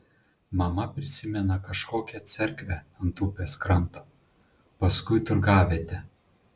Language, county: Lithuanian, Panevėžys